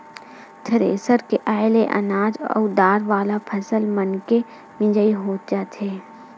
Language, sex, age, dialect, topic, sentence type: Chhattisgarhi, female, 18-24, Western/Budati/Khatahi, agriculture, statement